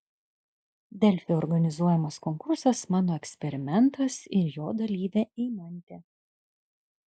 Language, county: Lithuanian, Kaunas